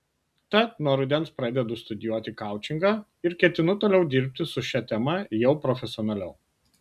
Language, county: Lithuanian, Kaunas